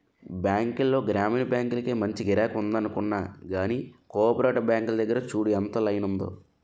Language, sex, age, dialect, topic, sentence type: Telugu, male, 25-30, Utterandhra, banking, statement